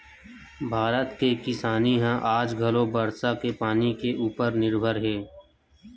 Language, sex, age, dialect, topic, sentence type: Chhattisgarhi, male, 25-30, Western/Budati/Khatahi, agriculture, statement